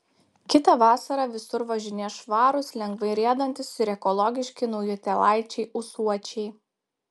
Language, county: Lithuanian, Telšiai